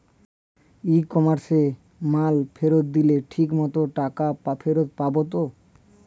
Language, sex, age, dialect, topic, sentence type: Bengali, male, 18-24, Standard Colloquial, agriculture, question